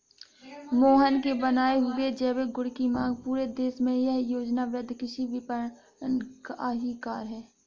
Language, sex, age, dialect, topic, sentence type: Hindi, female, 56-60, Hindustani Malvi Khadi Boli, agriculture, statement